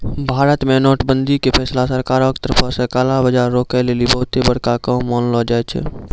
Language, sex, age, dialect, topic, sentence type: Maithili, male, 41-45, Angika, banking, statement